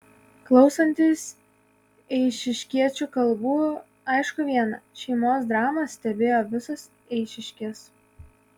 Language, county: Lithuanian, Kaunas